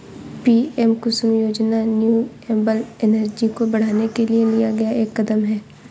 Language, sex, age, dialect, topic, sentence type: Hindi, female, 25-30, Awadhi Bundeli, agriculture, statement